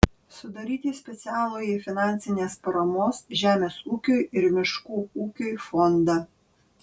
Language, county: Lithuanian, Panevėžys